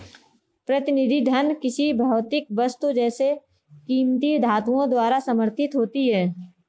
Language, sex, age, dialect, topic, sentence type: Hindi, female, 25-30, Marwari Dhudhari, banking, statement